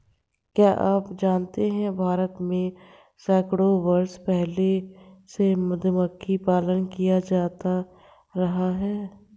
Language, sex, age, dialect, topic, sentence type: Hindi, female, 51-55, Hindustani Malvi Khadi Boli, agriculture, statement